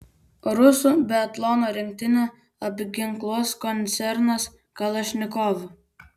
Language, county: Lithuanian, Vilnius